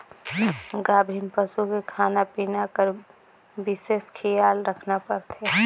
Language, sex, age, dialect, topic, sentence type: Chhattisgarhi, female, 25-30, Northern/Bhandar, agriculture, statement